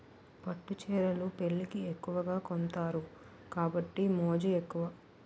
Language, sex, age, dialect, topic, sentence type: Telugu, female, 18-24, Utterandhra, agriculture, statement